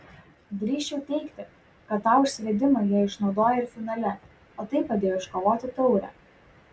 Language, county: Lithuanian, Vilnius